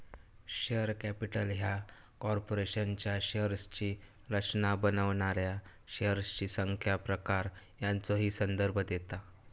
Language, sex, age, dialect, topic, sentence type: Marathi, male, 18-24, Southern Konkan, banking, statement